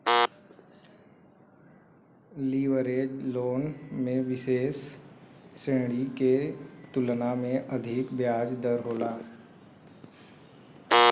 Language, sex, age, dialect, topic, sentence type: Bhojpuri, male, 18-24, Western, banking, statement